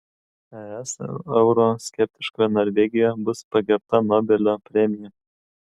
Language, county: Lithuanian, Kaunas